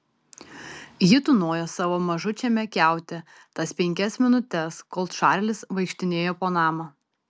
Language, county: Lithuanian, Tauragė